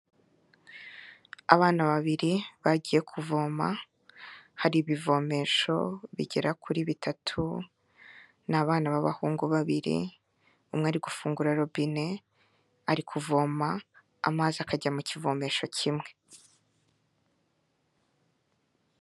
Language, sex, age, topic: Kinyarwanda, female, 25-35, health